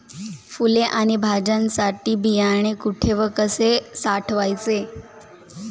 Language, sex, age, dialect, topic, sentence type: Marathi, female, 18-24, Standard Marathi, agriculture, question